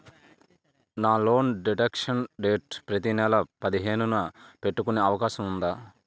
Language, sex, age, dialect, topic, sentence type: Telugu, male, 25-30, Utterandhra, banking, question